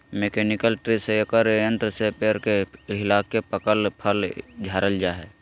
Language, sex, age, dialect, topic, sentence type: Magahi, male, 18-24, Southern, agriculture, statement